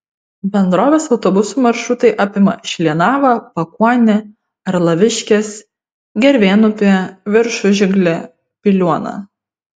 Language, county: Lithuanian, Vilnius